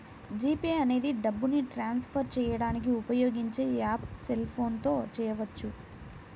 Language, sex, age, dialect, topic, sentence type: Telugu, female, 18-24, Central/Coastal, banking, statement